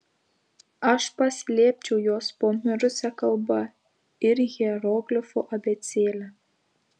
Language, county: Lithuanian, Klaipėda